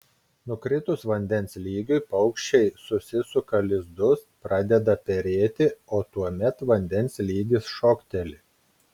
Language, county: Lithuanian, Klaipėda